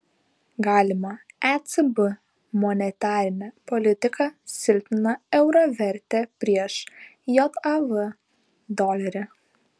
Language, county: Lithuanian, Klaipėda